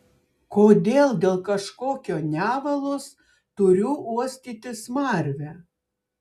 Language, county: Lithuanian, Klaipėda